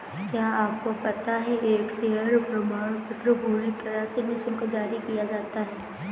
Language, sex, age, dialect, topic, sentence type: Hindi, female, 18-24, Awadhi Bundeli, banking, statement